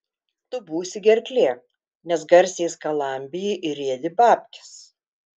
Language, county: Lithuanian, Telšiai